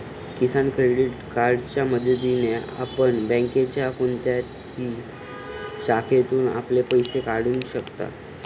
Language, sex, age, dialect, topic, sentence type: Marathi, male, 18-24, Standard Marathi, agriculture, statement